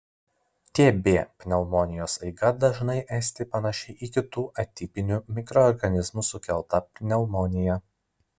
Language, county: Lithuanian, Vilnius